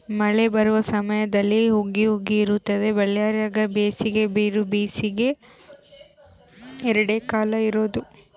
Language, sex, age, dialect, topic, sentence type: Kannada, female, 36-40, Central, agriculture, statement